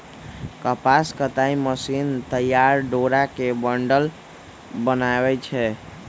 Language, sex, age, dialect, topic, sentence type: Magahi, female, 36-40, Western, agriculture, statement